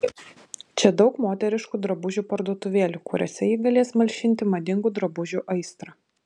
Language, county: Lithuanian, Vilnius